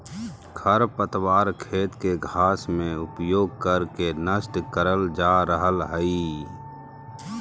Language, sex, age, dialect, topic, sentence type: Magahi, male, 31-35, Southern, agriculture, statement